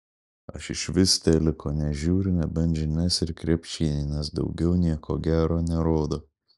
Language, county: Lithuanian, Kaunas